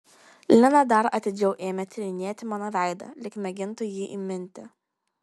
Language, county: Lithuanian, Kaunas